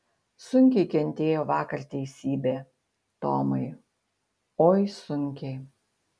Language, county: Lithuanian, Utena